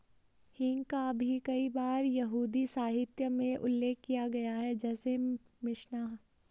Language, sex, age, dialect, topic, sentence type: Hindi, female, 18-24, Garhwali, agriculture, statement